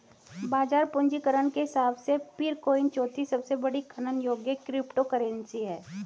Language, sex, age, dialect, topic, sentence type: Hindi, female, 36-40, Hindustani Malvi Khadi Boli, banking, statement